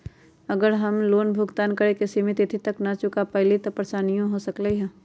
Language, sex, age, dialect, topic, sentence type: Magahi, female, 36-40, Western, banking, question